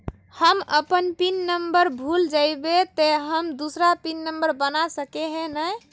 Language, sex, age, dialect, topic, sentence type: Magahi, female, 18-24, Northeastern/Surjapuri, banking, question